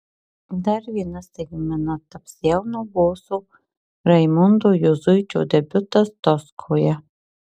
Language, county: Lithuanian, Marijampolė